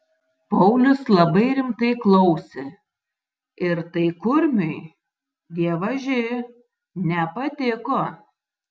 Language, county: Lithuanian, Tauragė